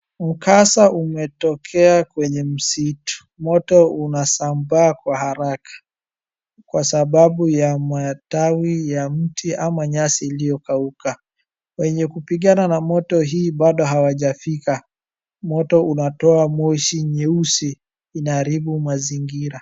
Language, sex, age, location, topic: Swahili, male, 18-24, Wajir, health